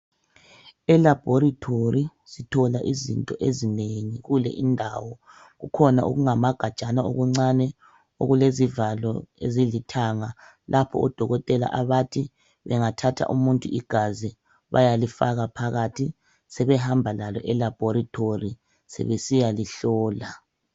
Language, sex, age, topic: North Ndebele, male, 36-49, health